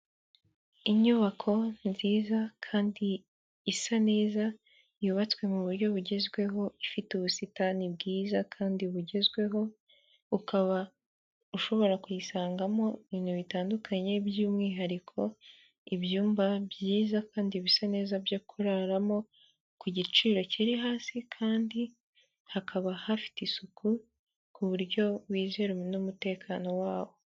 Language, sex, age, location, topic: Kinyarwanda, male, 50+, Kigali, government